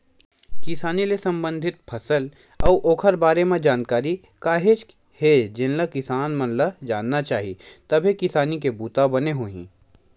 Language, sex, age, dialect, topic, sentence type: Chhattisgarhi, male, 18-24, Western/Budati/Khatahi, agriculture, statement